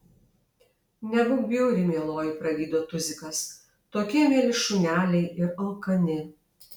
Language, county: Lithuanian, Alytus